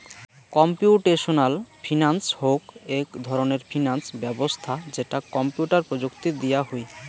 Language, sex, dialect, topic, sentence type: Bengali, male, Rajbangshi, banking, statement